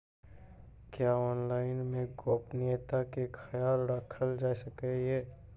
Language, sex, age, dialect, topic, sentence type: Maithili, male, 25-30, Angika, banking, question